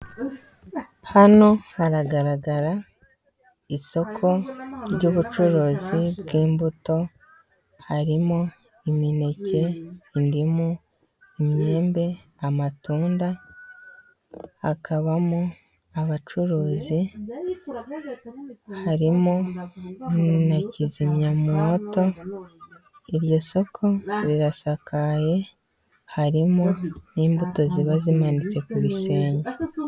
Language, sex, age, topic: Kinyarwanda, female, 18-24, finance